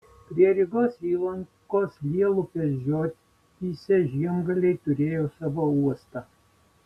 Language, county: Lithuanian, Vilnius